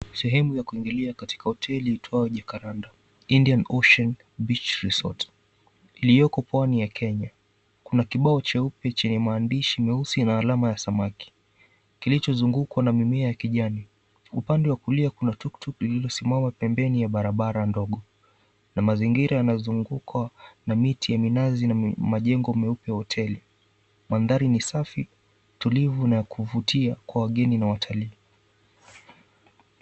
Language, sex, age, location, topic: Swahili, male, 18-24, Mombasa, government